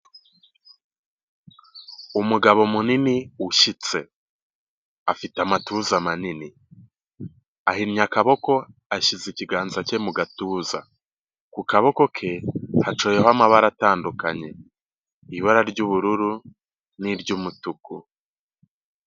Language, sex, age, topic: Kinyarwanda, male, 18-24, health